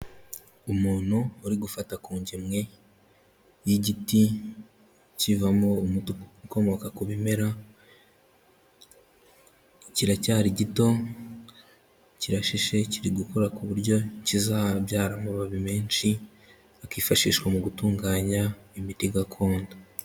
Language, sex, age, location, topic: Kinyarwanda, male, 18-24, Kigali, health